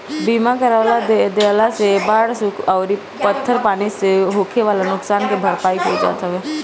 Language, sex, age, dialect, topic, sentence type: Bhojpuri, female, 18-24, Northern, agriculture, statement